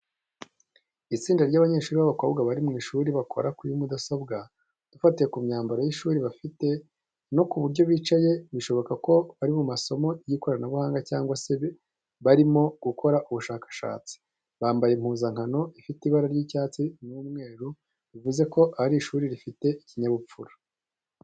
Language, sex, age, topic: Kinyarwanda, male, 25-35, education